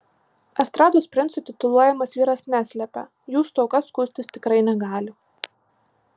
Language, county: Lithuanian, Marijampolė